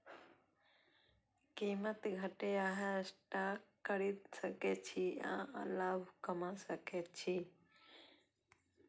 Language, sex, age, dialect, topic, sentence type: Maithili, female, 31-35, Eastern / Thethi, banking, statement